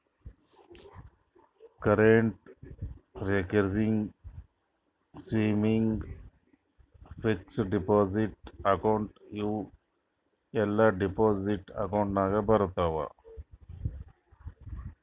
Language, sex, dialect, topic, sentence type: Kannada, male, Northeastern, banking, statement